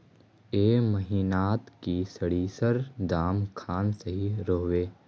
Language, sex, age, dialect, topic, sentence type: Magahi, male, 18-24, Northeastern/Surjapuri, agriculture, question